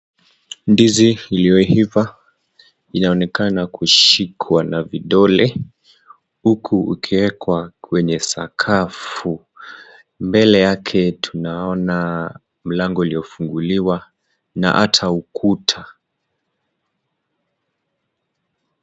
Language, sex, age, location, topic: Swahili, male, 18-24, Kisumu, agriculture